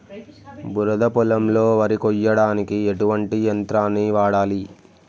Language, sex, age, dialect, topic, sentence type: Telugu, male, 18-24, Telangana, agriculture, question